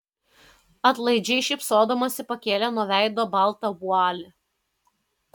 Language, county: Lithuanian, Kaunas